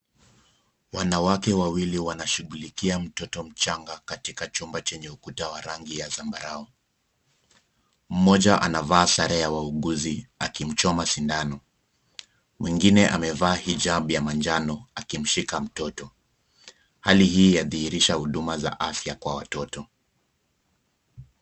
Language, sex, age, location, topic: Swahili, male, 25-35, Kisumu, health